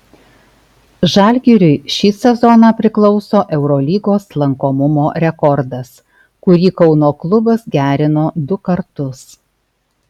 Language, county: Lithuanian, Alytus